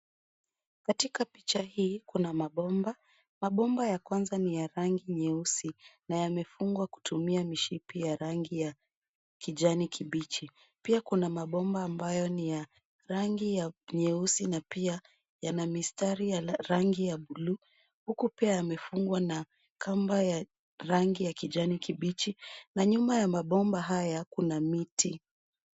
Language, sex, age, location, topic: Swahili, female, 25-35, Nairobi, government